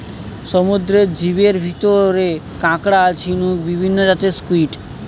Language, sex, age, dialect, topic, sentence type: Bengali, male, 18-24, Western, agriculture, statement